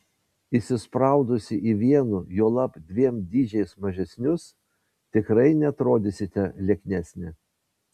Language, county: Lithuanian, Vilnius